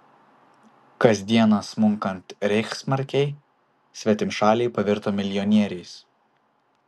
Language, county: Lithuanian, Vilnius